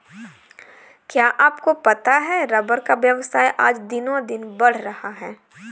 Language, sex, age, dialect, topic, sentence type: Hindi, female, 18-24, Kanauji Braj Bhasha, agriculture, statement